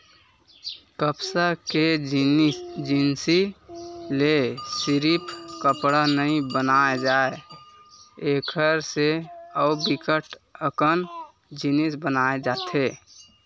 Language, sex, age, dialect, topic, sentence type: Chhattisgarhi, male, 18-24, Western/Budati/Khatahi, agriculture, statement